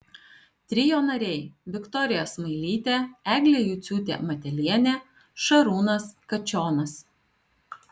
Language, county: Lithuanian, Alytus